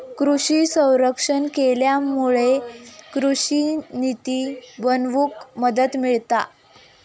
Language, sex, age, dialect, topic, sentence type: Marathi, female, 18-24, Southern Konkan, agriculture, statement